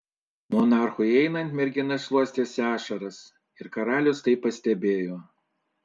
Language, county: Lithuanian, Panevėžys